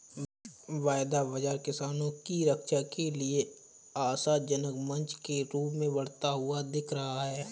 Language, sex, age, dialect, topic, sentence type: Hindi, male, 25-30, Awadhi Bundeli, banking, statement